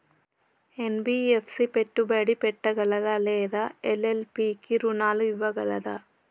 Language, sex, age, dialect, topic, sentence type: Telugu, male, 31-35, Telangana, banking, question